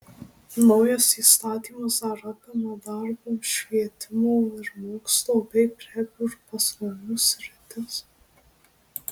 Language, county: Lithuanian, Marijampolė